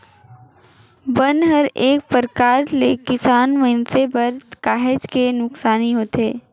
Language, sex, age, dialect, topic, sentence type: Chhattisgarhi, female, 56-60, Northern/Bhandar, agriculture, statement